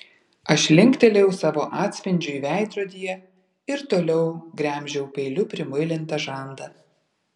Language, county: Lithuanian, Vilnius